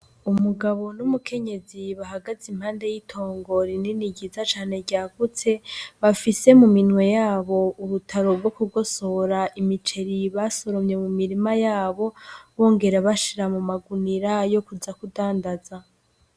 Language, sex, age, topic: Rundi, female, 18-24, agriculture